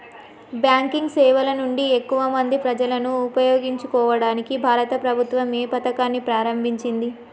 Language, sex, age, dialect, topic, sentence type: Telugu, female, 25-30, Telangana, agriculture, question